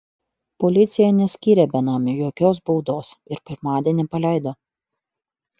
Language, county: Lithuanian, Utena